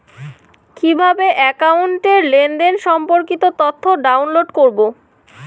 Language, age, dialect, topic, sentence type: Bengali, 18-24, Rajbangshi, banking, question